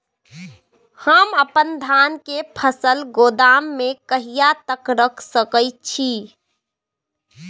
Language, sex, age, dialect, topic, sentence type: Maithili, female, 25-30, Bajjika, agriculture, question